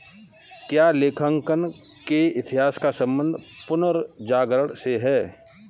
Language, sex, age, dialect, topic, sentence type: Hindi, male, 41-45, Kanauji Braj Bhasha, banking, statement